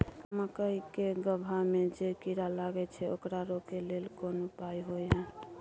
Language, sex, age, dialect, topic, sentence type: Maithili, female, 51-55, Bajjika, agriculture, question